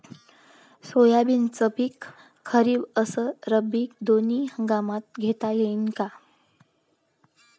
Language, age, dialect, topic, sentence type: Marathi, 25-30, Varhadi, agriculture, question